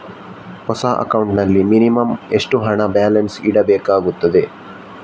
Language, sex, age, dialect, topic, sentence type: Kannada, male, 60-100, Coastal/Dakshin, banking, question